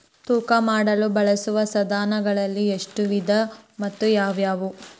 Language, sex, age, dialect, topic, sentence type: Kannada, female, 18-24, Central, agriculture, question